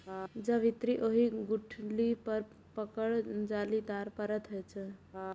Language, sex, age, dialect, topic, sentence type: Maithili, female, 18-24, Eastern / Thethi, agriculture, statement